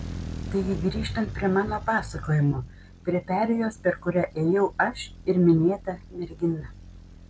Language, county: Lithuanian, Panevėžys